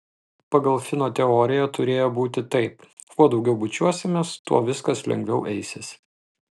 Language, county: Lithuanian, Telšiai